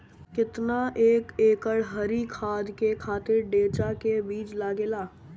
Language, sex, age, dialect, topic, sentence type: Bhojpuri, male, 60-100, Northern, agriculture, question